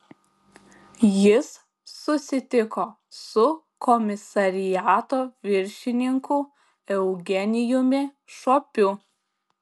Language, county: Lithuanian, Klaipėda